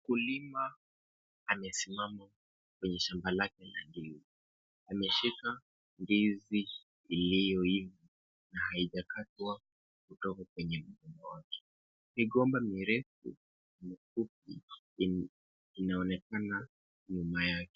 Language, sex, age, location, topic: Swahili, male, 25-35, Kisumu, agriculture